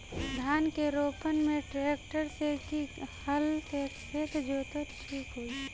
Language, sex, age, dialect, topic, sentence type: Bhojpuri, female, 18-24, Northern, agriculture, question